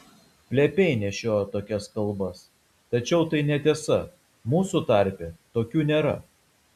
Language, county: Lithuanian, Vilnius